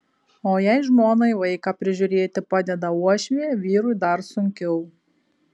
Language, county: Lithuanian, Kaunas